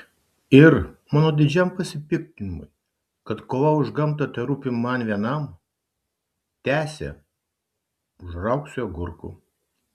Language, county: Lithuanian, Šiauliai